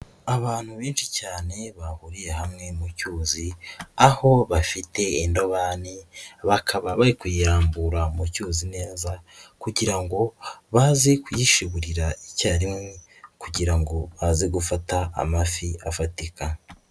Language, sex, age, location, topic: Kinyarwanda, female, 18-24, Nyagatare, agriculture